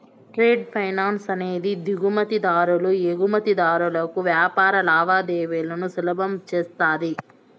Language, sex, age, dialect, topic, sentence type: Telugu, male, 25-30, Southern, banking, statement